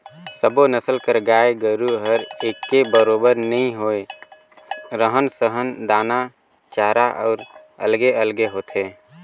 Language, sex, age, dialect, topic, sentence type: Chhattisgarhi, male, 18-24, Northern/Bhandar, agriculture, statement